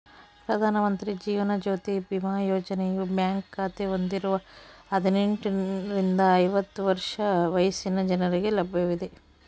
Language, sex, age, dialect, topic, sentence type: Kannada, female, 25-30, Central, banking, statement